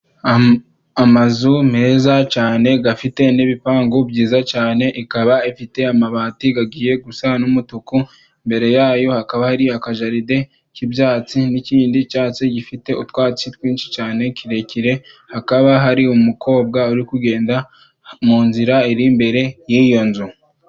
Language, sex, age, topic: Kinyarwanda, male, 25-35, government